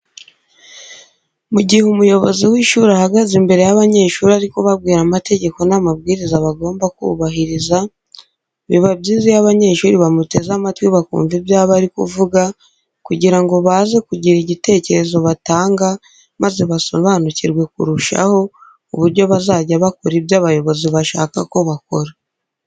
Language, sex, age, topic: Kinyarwanda, female, 25-35, education